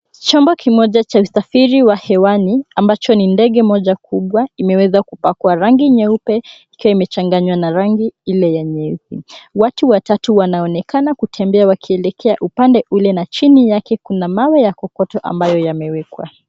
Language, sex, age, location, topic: Swahili, female, 18-24, Mombasa, government